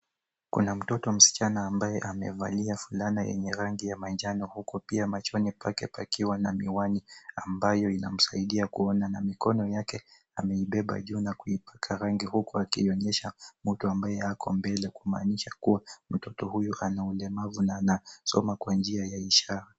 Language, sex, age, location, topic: Swahili, male, 18-24, Nairobi, education